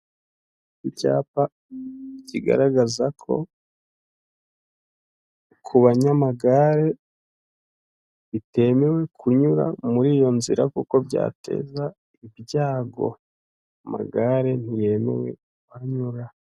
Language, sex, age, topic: Kinyarwanda, male, 25-35, government